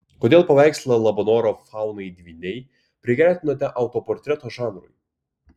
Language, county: Lithuanian, Kaunas